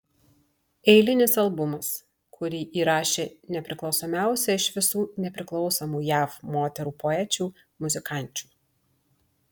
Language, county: Lithuanian, Marijampolė